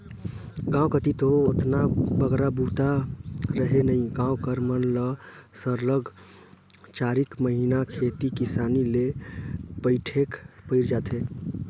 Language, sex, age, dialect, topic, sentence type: Chhattisgarhi, male, 18-24, Northern/Bhandar, agriculture, statement